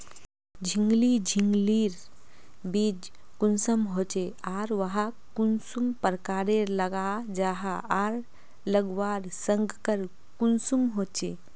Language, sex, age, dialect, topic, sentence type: Magahi, female, 18-24, Northeastern/Surjapuri, agriculture, question